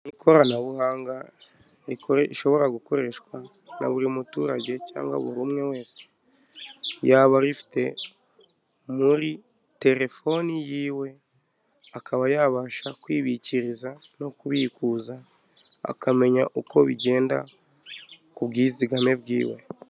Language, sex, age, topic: Kinyarwanda, male, 25-35, finance